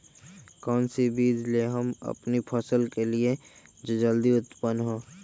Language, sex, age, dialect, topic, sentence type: Magahi, male, 25-30, Western, agriculture, question